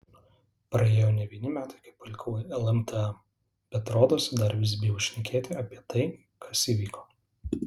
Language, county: Lithuanian, Alytus